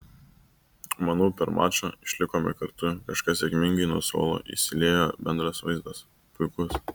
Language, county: Lithuanian, Kaunas